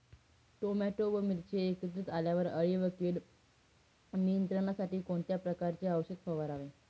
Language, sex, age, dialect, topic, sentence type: Marathi, female, 18-24, Northern Konkan, agriculture, question